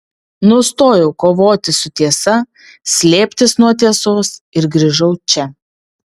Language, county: Lithuanian, Vilnius